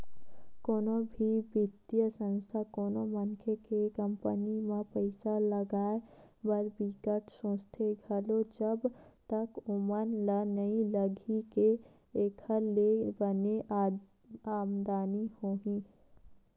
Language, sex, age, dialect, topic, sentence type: Chhattisgarhi, female, 18-24, Western/Budati/Khatahi, banking, statement